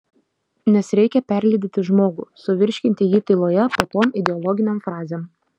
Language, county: Lithuanian, Šiauliai